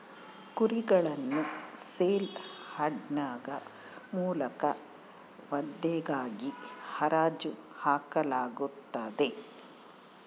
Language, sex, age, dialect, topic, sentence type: Kannada, female, 25-30, Central, agriculture, statement